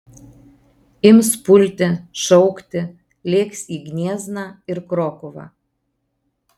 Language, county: Lithuanian, Marijampolė